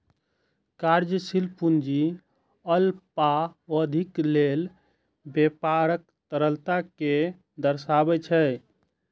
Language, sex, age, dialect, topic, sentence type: Maithili, male, 25-30, Eastern / Thethi, banking, statement